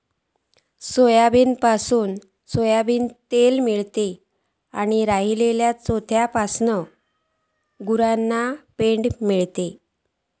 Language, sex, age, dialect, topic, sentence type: Marathi, female, 41-45, Southern Konkan, agriculture, statement